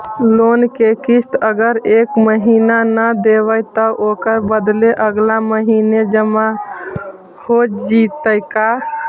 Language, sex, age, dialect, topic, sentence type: Magahi, female, 18-24, Central/Standard, banking, question